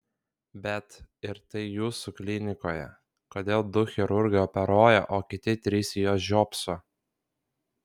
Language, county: Lithuanian, Kaunas